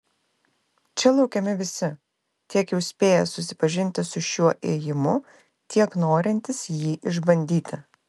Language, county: Lithuanian, Klaipėda